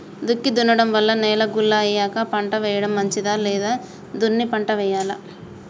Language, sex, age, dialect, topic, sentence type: Telugu, female, 31-35, Telangana, agriculture, question